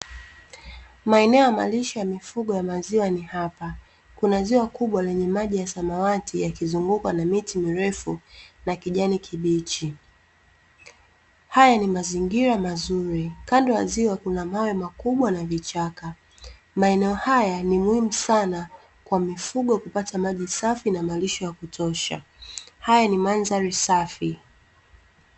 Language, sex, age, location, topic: Swahili, female, 25-35, Dar es Salaam, agriculture